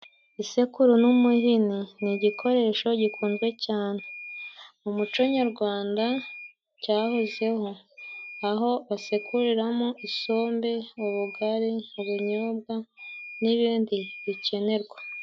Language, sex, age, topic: Kinyarwanda, male, 18-24, government